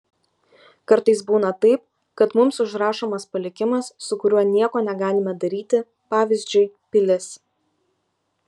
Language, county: Lithuanian, Kaunas